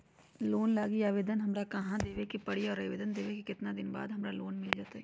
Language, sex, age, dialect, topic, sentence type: Magahi, female, 46-50, Western, banking, question